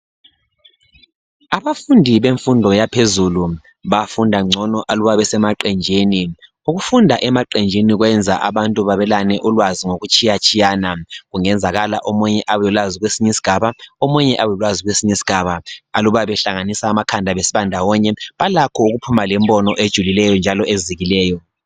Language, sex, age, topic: North Ndebele, male, 36-49, education